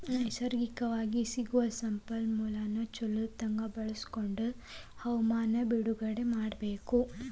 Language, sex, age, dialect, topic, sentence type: Kannada, male, 18-24, Dharwad Kannada, agriculture, statement